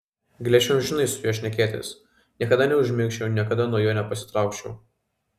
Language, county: Lithuanian, Vilnius